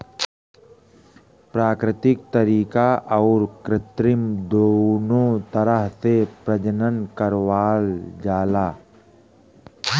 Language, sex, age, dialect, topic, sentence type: Bhojpuri, male, 41-45, Western, agriculture, statement